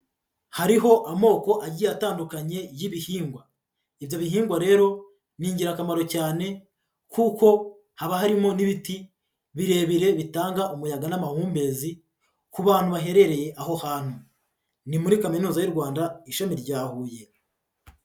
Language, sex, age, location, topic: Kinyarwanda, male, 25-35, Huye, education